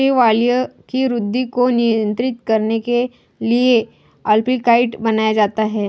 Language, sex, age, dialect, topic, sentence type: Marathi, female, 25-30, Varhadi, agriculture, statement